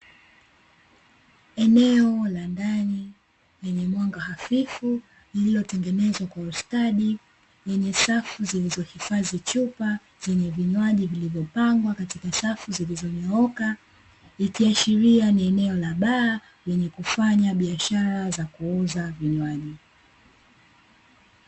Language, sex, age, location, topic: Swahili, female, 18-24, Dar es Salaam, finance